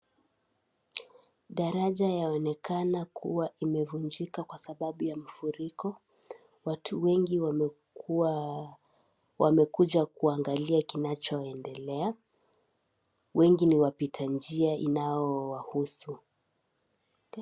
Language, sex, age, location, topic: Swahili, female, 18-24, Kisii, health